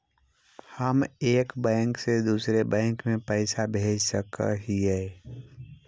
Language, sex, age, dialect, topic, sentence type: Magahi, male, 60-100, Central/Standard, banking, question